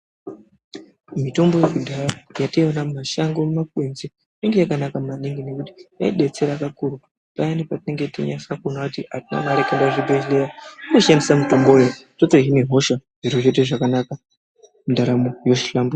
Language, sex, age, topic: Ndau, male, 50+, health